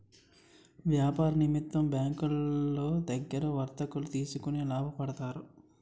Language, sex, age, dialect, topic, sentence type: Telugu, male, 51-55, Utterandhra, banking, statement